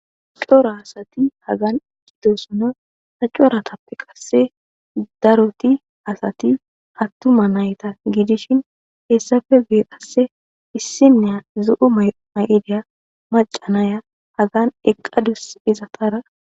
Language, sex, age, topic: Gamo, female, 25-35, government